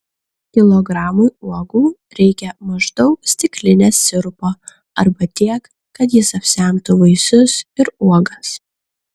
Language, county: Lithuanian, Kaunas